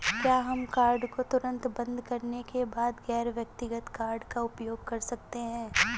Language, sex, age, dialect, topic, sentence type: Hindi, female, 25-30, Awadhi Bundeli, banking, question